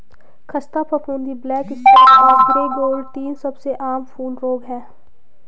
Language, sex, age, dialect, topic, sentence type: Hindi, female, 25-30, Garhwali, agriculture, statement